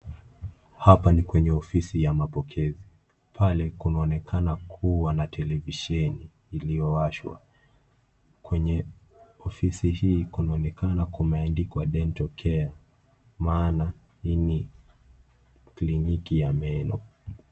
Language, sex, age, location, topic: Swahili, male, 18-24, Kisii, health